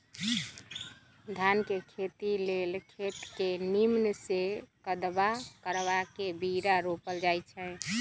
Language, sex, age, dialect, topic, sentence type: Magahi, female, 36-40, Western, agriculture, statement